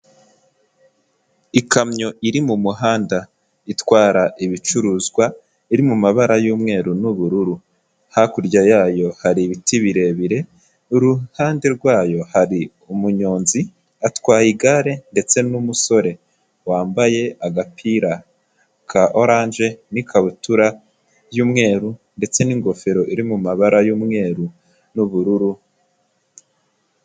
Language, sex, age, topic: Kinyarwanda, male, 18-24, government